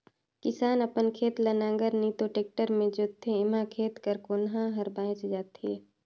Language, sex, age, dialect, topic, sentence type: Chhattisgarhi, female, 25-30, Northern/Bhandar, agriculture, statement